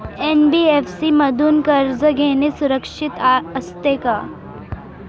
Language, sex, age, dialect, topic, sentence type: Marathi, female, 18-24, Standard Marathi, banking, question